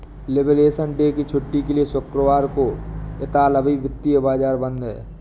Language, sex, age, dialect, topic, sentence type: Hindi, male, 18-24, Awadhi Bundeli, banking, statement